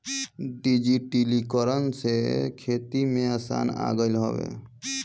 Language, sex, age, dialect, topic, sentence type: Bhojpuri, male, 25-30, Northern, agriculture, statement